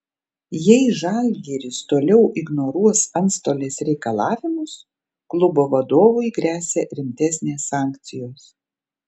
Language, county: Lithuanian, Panevėžys